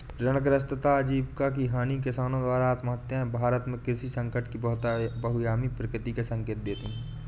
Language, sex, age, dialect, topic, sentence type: Hindi, male, 18-24, Awadhi Bundeli, agriculture, statement